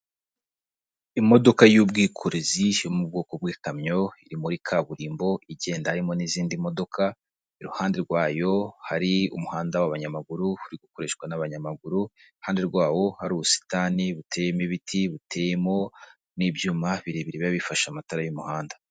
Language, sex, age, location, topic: Kinyarwanda, male, 18-24, Kigali, government